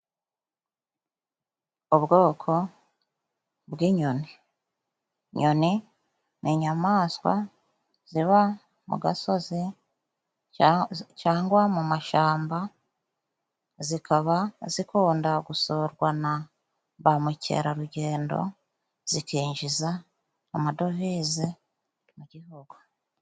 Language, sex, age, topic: Kinyarwanda, female, 36-49, agriculture